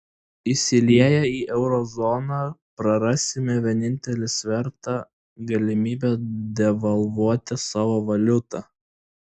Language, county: Lithuanian, Klaipėda